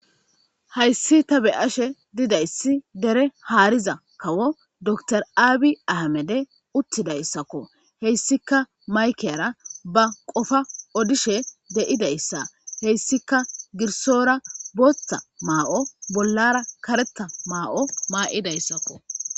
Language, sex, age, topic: Gamo, male, 25-35, government